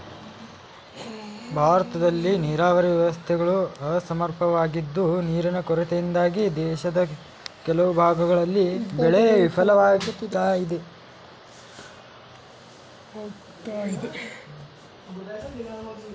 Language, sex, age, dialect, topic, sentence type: Kannada, male, 18-24, Mysore Kannada, agriculture, statement